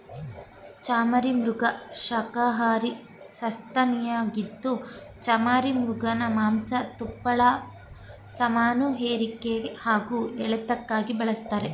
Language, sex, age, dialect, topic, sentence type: Kannada, female, 25-30, Mysore Kannada, agriculture, statement